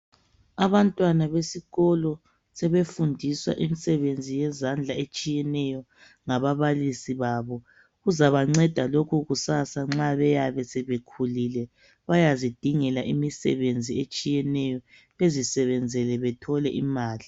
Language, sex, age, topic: North Ndebele, female, 25-35, education